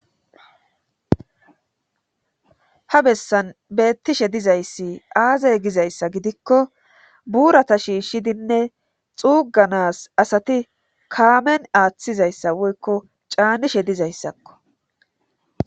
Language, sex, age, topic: Gamo, female, 36-49, government